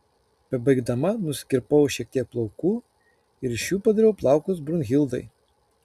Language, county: Lithuanian, Kaunas